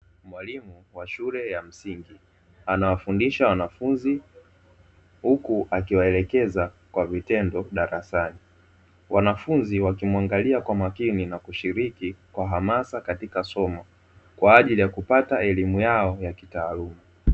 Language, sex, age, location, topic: Swahili, male, 25-35, Dar es Salaam, education